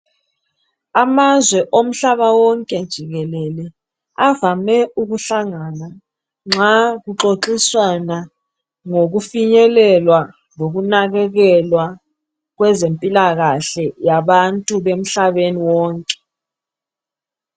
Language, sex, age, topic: North Ndebele, female, 25-35, health